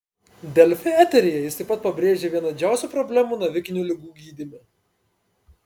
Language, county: Lithuanian, Panevėžys